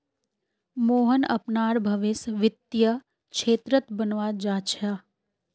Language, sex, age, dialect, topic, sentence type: Magahi, female, 18-24, Northeastern/Surjapuri, banking, statement